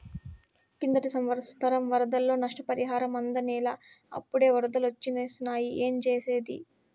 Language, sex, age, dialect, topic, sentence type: Telugu, female, 18-24, Southern, banking, statement